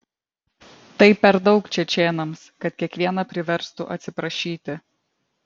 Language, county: Lithuanian, Vilnius